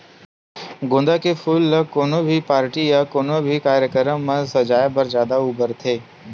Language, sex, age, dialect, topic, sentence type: Chhattisgarhi, male, 18-24, Western/Budati/Khatahi, agriculture, statement